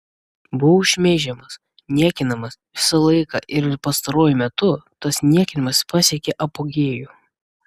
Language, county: Lithuanian, Vilnius